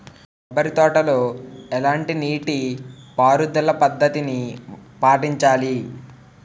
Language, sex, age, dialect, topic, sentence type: Telugu, male, 18-24, Utterandhra, agriculture, question